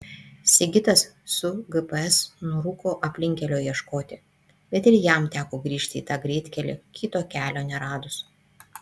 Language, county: Lithuanian, Panevėžys